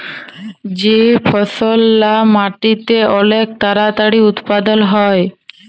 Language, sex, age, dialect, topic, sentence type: Bengali, female, 18-24, Jharkhandi, agriculture, statement